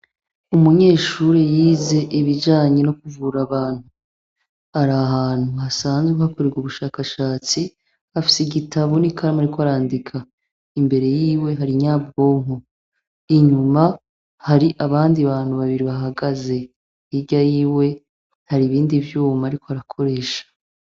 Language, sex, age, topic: Rundi, female, 36-49, education